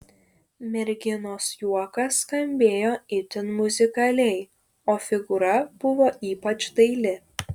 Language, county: Lithuanian, Šiauliai